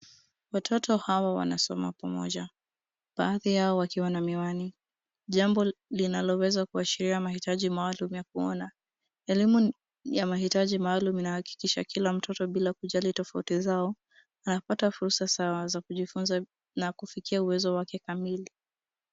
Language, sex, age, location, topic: Swahili, female, 18-24, Nairobi, education